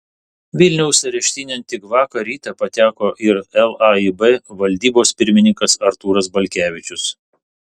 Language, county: Lithuanian, Vilnius